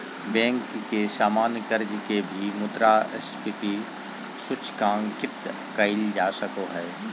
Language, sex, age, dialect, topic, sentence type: Magahi, male, 36-40, Southern, banking, statement